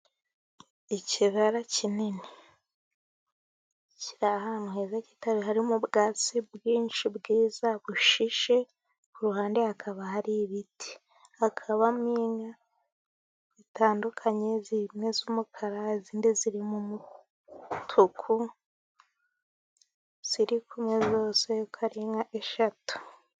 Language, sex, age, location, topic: Kinyarwanda, female, 18-24, Musanze, agriculture